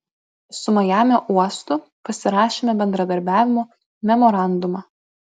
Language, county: Lithuanian, Klaipėda